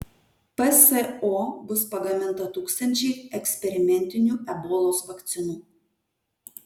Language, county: Lithuanian, Kaunas